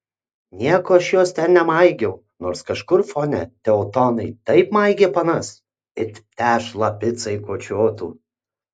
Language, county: Lithuanian, Kaunas